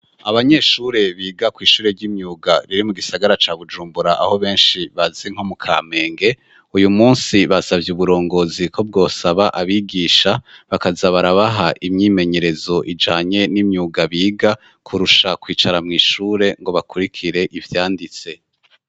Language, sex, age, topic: Rundi, male, 25-35, education